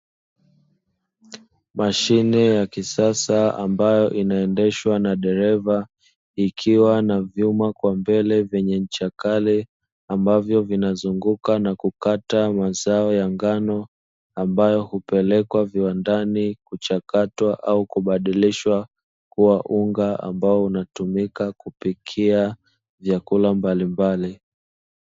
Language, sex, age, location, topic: Swahili, male, 25-35, Dar es Salaam, agriculture